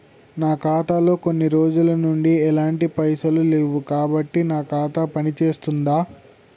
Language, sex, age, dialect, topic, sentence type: Telugu, male, 18-24, Telangana, banking, question